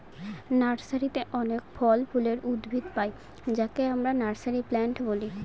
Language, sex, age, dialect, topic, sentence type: Bengali, female, 18-24, Northern/Varendri, agriculture, statement